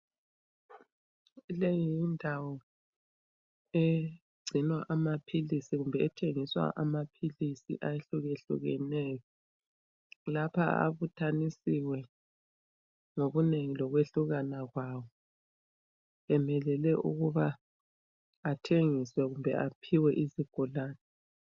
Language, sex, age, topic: North Ndebele, female, 50+, health